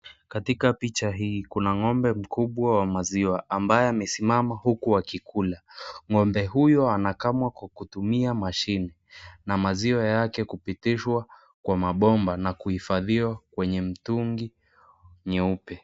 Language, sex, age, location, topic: Swahili, female, 18-24, Nakuru, agriculture